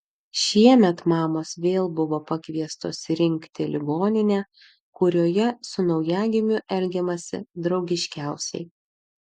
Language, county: Lithuanian, Vilnius